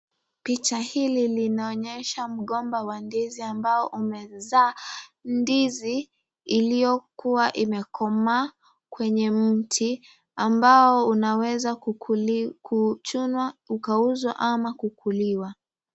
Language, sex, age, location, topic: Swahili, female, 18-24, Nakuru, agriculture